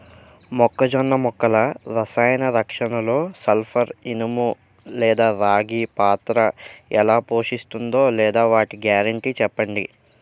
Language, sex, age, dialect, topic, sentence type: Telugu, male, 18-24, Utterandhra, agriculture, question